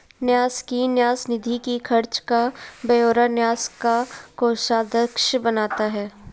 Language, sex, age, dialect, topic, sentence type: Hindi, female, 25-30, Marwari Dhudhari, banking, statement